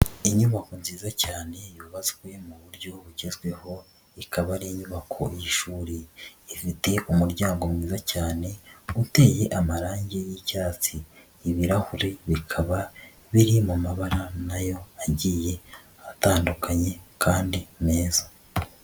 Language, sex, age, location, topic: Kinyarwanda, male, 50+, Nyagatare, education